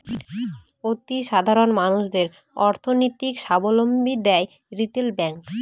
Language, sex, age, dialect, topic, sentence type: Bengali, female, 18-24, Northern/Varendri, banking, statement